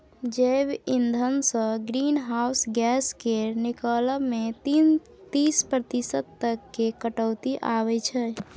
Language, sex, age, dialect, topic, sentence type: Maithili, female, 41-45, Bajjika, agriculture, statement